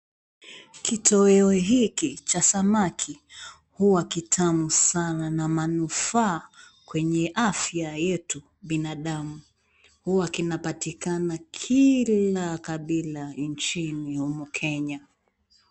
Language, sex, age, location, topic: Swahili, female, 36-49, Mombasa, agriculture